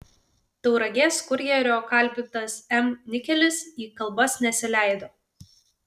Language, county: Lithuanian, Vilnius